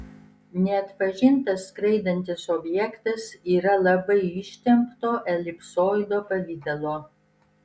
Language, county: Lithuanian, Kaunas